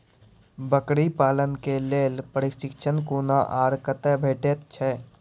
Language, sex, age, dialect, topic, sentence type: Maithili, male, 18-24, Angika, agriculture, question